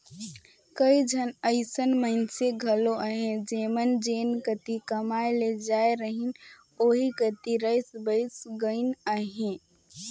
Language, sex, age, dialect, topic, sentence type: Chhattisgarhi, female, 18-24, Northern/Bhandar, agriculture, statement